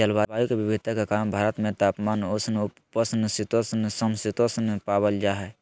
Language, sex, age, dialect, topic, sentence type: Magahi, male, 25-30, Southern, agriculture, statement